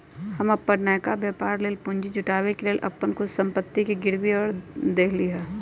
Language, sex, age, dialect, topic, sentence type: Magahi, female, 18-24, Western, banking, statement